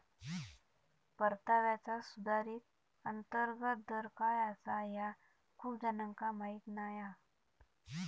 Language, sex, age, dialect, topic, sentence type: Marathi, male, 31-35, Southern Konkan, banking, statement